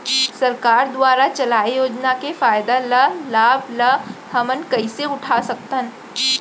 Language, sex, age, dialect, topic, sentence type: Chhattisgarhi, female, 25-30, Central, agriculture, question